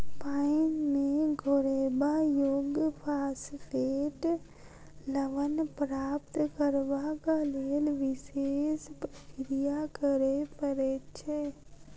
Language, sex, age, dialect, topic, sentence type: Maithili, female, 36-40, Southern/Standard, agriculture, statement